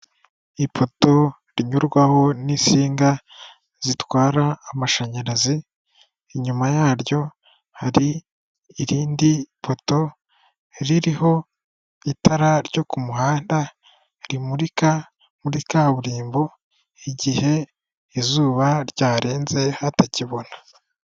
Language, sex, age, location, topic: Kinyarwanda, female, 18-24, Kigali, government